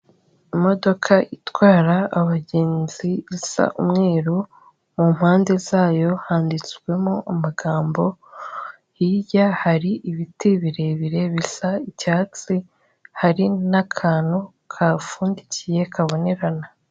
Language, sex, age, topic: Kinyarwanda, female, 18-24, government